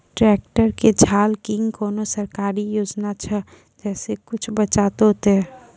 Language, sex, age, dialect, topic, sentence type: Maithili, female, 18-24, Angika, agriculture, question